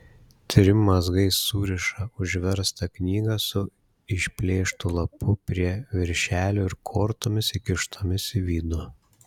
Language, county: Lithuanian, Šiauliai